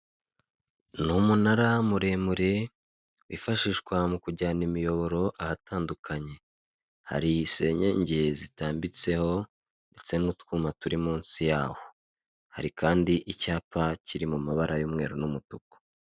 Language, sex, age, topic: Kinyarwanda, male, 25-35, government